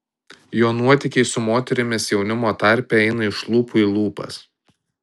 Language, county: Lithuanian, Tauragė